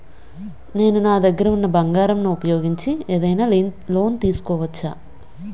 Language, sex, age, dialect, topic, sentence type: Telugu, female, 25-30, Utterandhra, banking, question